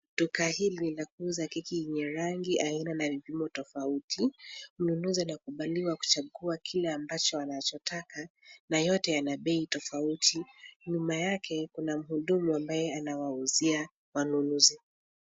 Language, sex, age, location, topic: Swahili, female, 25-35, Nairobi, finance